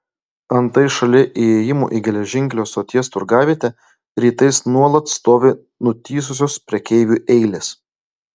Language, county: Lithuanian, Klaipėda